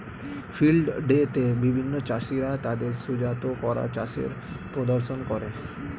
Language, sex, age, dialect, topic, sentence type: Bengali, male, 25-30, Standard Colloquial, agriculture, statement